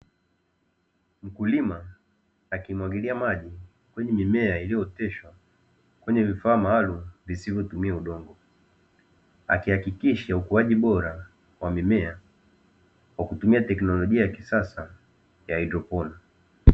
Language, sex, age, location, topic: Swahili, male, 18-24, Dar es Salaam, agriculture